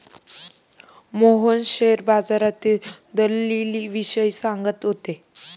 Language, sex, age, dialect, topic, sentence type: Marathi, female, 18-24, Standard Marathi, banking, statement